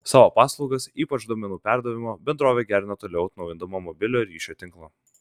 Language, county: Lithuanian, Vilnius